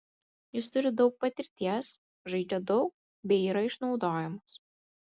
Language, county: Lithuanian, Kaunas